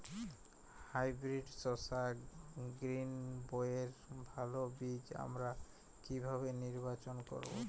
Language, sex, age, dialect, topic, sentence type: Bengali, male, 25-30, Jharkhandi, agriculture, question